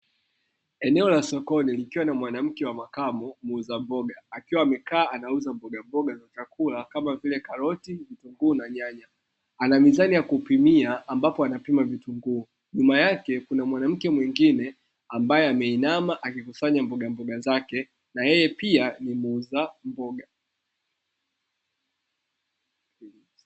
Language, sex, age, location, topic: Swahili, male, 25-35, Dar es Salaam, finance